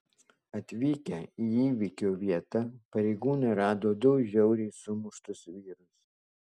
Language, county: Lithuanian, Kaunas